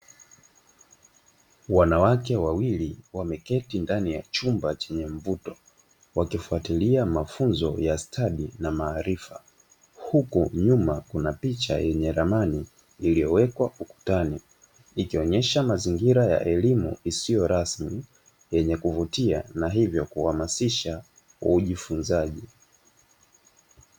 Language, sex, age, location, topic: Swahili, male, 25-35, Dar es Salaam, education